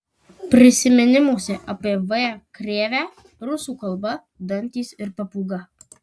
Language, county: Lithuanian, Kaunas